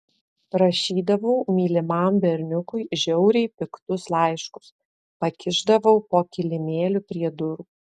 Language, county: Lithuanian, Alytus